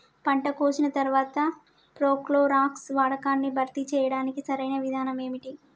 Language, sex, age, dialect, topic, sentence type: Telugu, male, 18-24, Telangana, agriculture, question